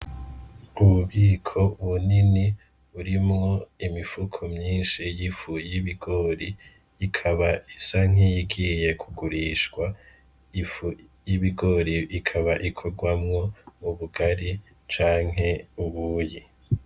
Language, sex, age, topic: Rundi, male, 25-35, agriculture